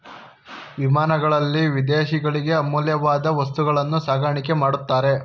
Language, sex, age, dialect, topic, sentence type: Kannada, male, 41-45, Mysore Kannada, banking, statement